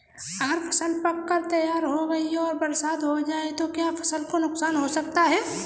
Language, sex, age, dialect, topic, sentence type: Hindi, female, 18-24, Kanauji Braj Bhasha, agriculture, question